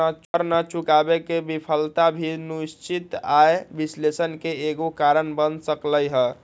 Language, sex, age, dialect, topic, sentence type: Magahi, male, 18-24, Western, banking, statement